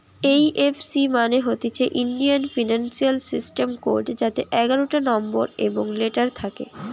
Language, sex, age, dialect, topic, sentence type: Bengali, female, <18, Western, banking, statement